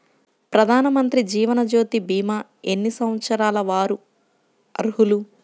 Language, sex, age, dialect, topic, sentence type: Telugu, female, 31-35, Central/Coastal, banking, question